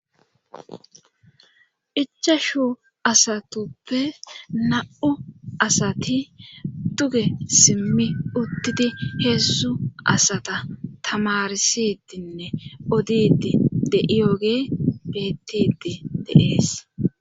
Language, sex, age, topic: Gamo, female, 25-35, government